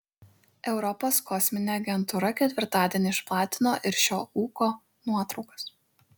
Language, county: Lithuanian, Šiauliai